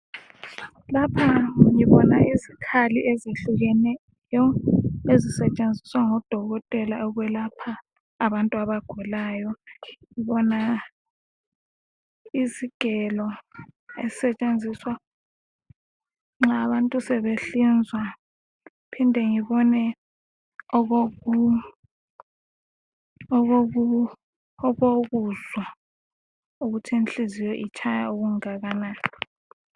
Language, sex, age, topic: North Ndebele, female, 25-35, health